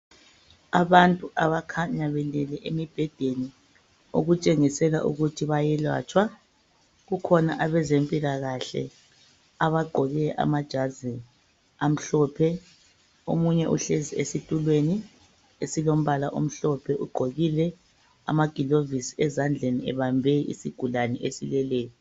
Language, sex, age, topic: North Ndebele, male, 36-49, health